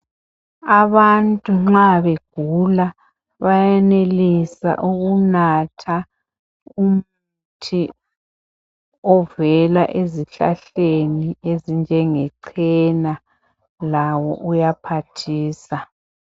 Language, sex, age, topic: North Ndebele, female, 50+, health